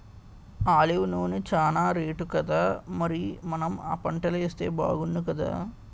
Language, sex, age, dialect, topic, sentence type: Telugu, male, 18-24, Utterandhra, agriculture, statement